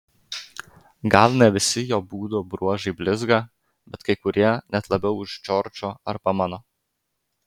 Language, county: Lithuanian, Klaipėda